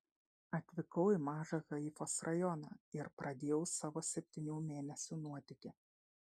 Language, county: Lithuanian, Šiauliai